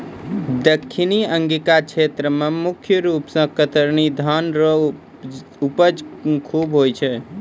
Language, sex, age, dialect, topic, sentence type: Maithili, male, 18-24, Angika, agriculture, statement